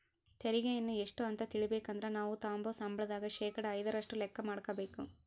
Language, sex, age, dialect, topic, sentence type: Kannada, female, 18-24, Central, banking, statement